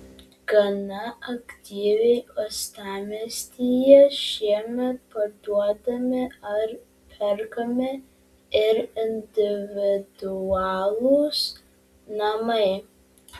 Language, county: Lithuanian, Vilnius